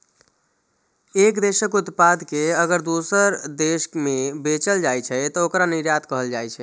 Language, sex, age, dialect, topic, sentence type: Maithili, male, 25-30, Eastern / Thethi, banking, statement